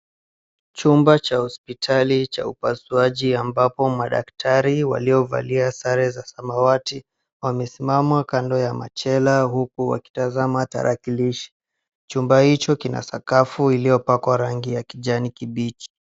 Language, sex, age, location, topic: Swahili, male, 18-24, Mombasa, health